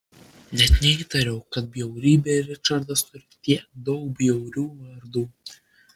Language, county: Lithuanian, Klaipėda